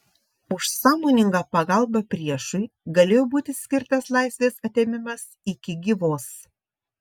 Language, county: Lithuanian, Šiauliai